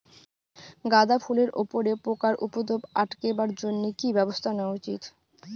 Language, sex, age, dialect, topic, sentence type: Bengali, female, 18-24, Rajbangshi, agriculture, question